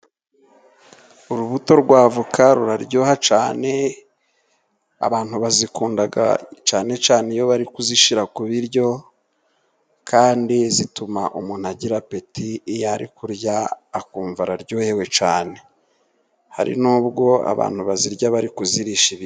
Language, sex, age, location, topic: Kinyarwanda, male, 36-49, Musanze, agriculture